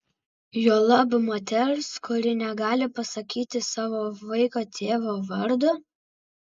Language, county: Lithuanian, Vilnius